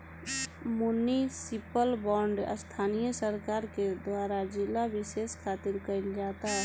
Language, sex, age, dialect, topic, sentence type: Bhojpuri, female, 18-24, Southern / Standard, banking, statement